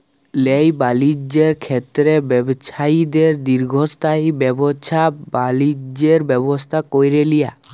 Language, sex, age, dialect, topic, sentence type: Bengali, male, 18-24, Jharkhandi, banking, statement